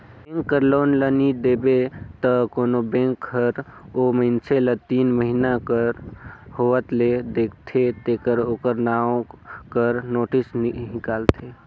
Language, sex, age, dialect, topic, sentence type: Chhattisgarhi, male, 18-24, Northern/Bhandar, banking, statement